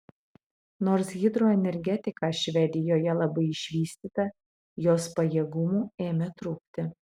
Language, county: Lithuanian, Utena